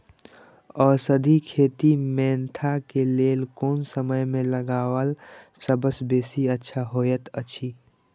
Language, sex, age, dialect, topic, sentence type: Maithili, male, 18-24, Eastern / Thethi, agriculture, question